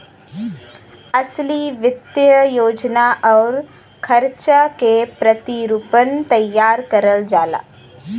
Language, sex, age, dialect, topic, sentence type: Bhojpuri, female, 18-24, Western, banking, statement